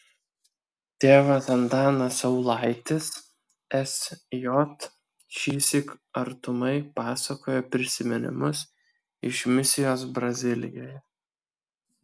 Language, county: Lithuanian, Kaunas